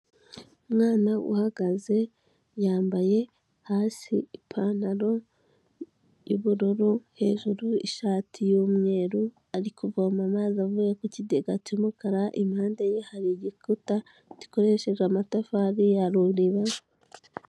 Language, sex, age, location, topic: Kinyarwanda, female, 18-24, Kigali, health